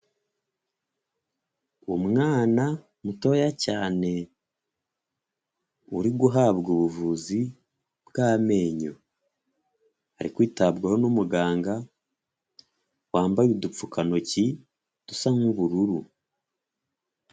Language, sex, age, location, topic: Kinyarwanda, male, 25-35, Huye, health